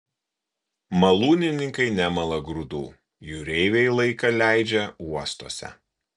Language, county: Lithuanian, Kaunas